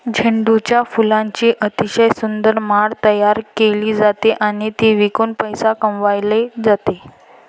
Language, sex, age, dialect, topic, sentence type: Marathi, female, 18-24, Varhadi, agriculture, statement